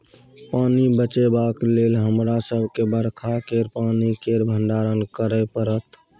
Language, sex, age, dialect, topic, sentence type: Maithili, male, 31-35, Bajjika, agriculture, statement